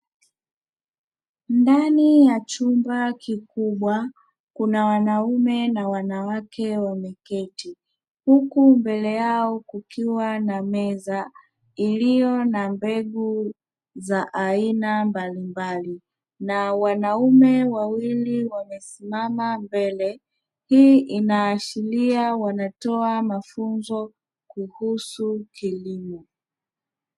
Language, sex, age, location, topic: Swahili, female, 25-35, Dar es Salaam, education